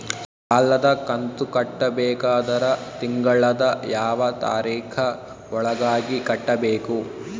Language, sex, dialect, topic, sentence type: Kannada, male, Northeastern, banking, question